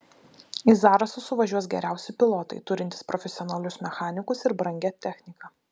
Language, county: Lithuanian, Vilnius